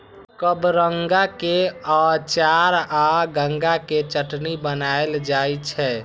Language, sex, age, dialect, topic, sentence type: Maithili, male, 51-55, Eastern / Thethi, agriculture, statement